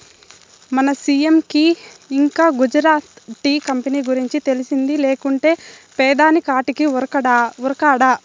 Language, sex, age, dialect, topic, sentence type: Telugu, female, 51-55, Southern, agriculture, statement